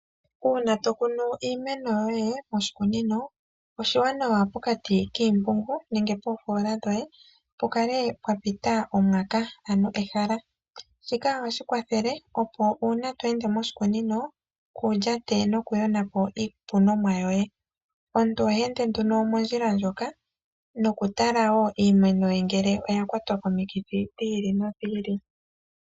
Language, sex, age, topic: Oshiwambo, male, 25-35, agriculture